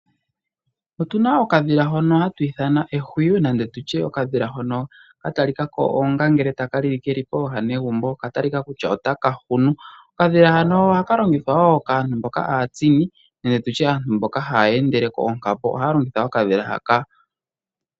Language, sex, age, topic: Oshiwambo, male, 18-24, agriculture